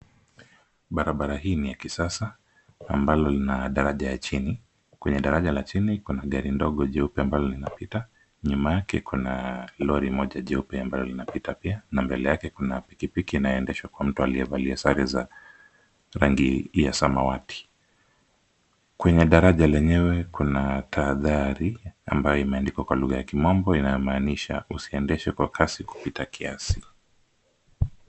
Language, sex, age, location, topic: Swahili, male, 25-35, Nairobi, government